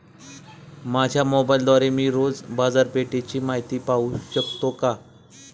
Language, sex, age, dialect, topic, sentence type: Marathi, male, 25-30, Standard Marathi, agriculture, question